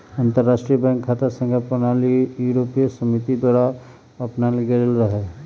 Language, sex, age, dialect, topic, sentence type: Magahi, male, 18-24, Western, banking, statement